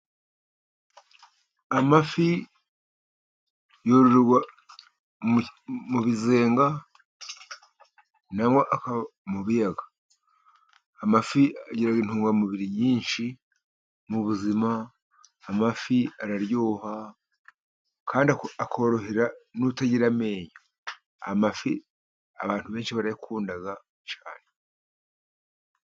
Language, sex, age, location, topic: Kinyarwanda, male, 50+, Musanze, agriculture